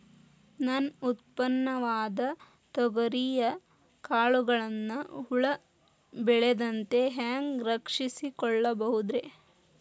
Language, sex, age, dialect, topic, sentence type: Kannada, female, 36-40, Dharwad Kannada, agriculture, question